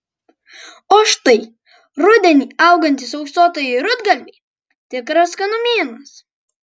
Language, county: Lithuanian, Kaunas